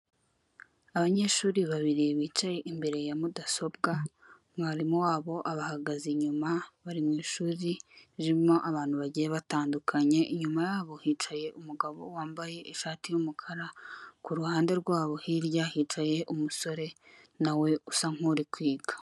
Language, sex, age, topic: Kinyarwanda, female, 18-24, government